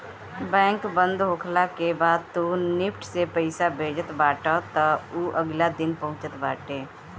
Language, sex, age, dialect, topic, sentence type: Bhojpuri, female, 18-24, Northern, banking, statement